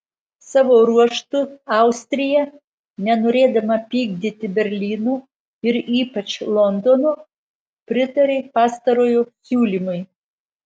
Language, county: Lithuanian, Marijampolė